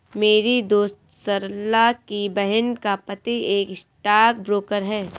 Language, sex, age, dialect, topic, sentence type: Hindi, female, 18-24, Marwari Dhudhari, banking, statement